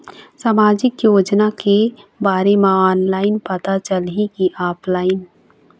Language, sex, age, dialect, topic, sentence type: Chhattisgarhi, female, 51-55, Eastern, banking, question